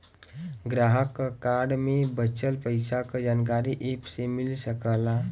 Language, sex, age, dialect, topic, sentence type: Bhojpuri, male, 18-24, Western, banking, statement